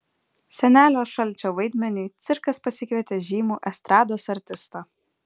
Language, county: Lithuanian, Vilnius